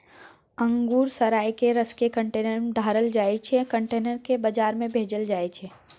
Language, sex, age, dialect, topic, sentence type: Maithili, female, 18-24, Bajjika, agriculture, statement